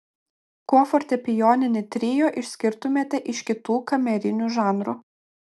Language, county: Lithuanian, Klaipėda